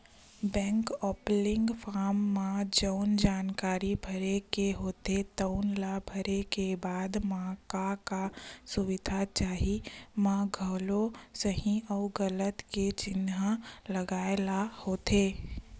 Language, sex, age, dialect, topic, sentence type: Chhattisgarhi, female, 25-30, Western/Budati/Khatahi, banking, statement